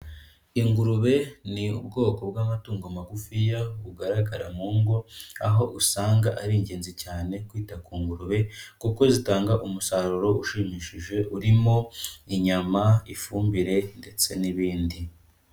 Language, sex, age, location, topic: Kinyarwanda, female, 18-24, Kigali, agriculture